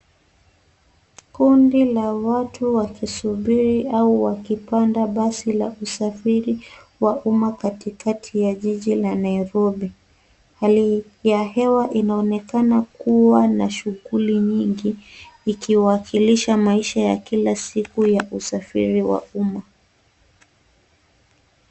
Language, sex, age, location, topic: Swahili, female, 25-35, Nairobi, government